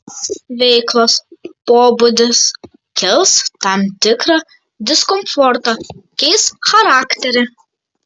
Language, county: Lithuanian, Kaunas